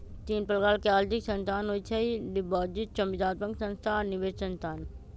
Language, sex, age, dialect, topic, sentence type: Magahi, male, 25-30, Western, banking, statement